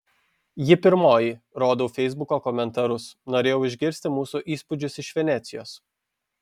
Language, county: Lithuanian, Šiauliai